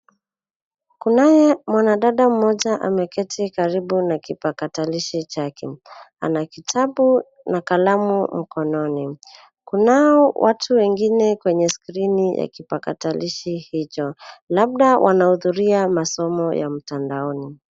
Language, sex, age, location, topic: Swahili, female, 18-24, Nairobi, education